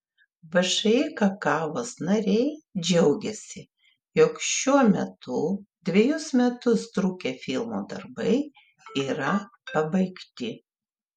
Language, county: Lithuanian, Klaipėda